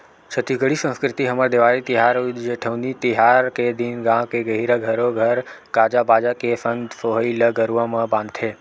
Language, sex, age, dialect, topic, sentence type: Chhattisgarhi, male, 18-24, Western/Budati/Khatahi, agriculture, statement